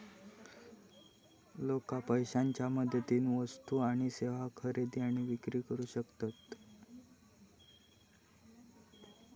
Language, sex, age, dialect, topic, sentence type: Marathi, male, 18-24, Southern Konkan, banking, statement